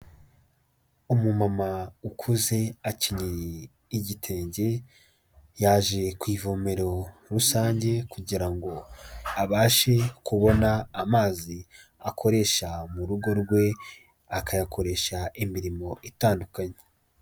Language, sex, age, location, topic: Kinyarwanda, male, 18-24, Kigali, health